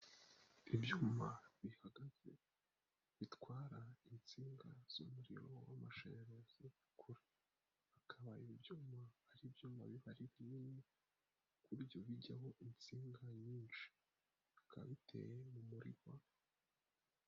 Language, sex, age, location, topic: Kinyarwanda, male, 25-35, Nyagatare, government